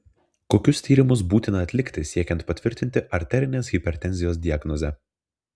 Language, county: Lithuanian, Vilnius